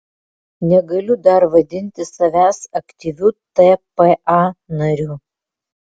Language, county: Lithuanian, Vilnius